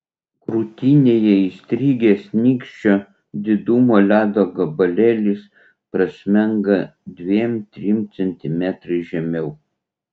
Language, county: Lithuanian, Utena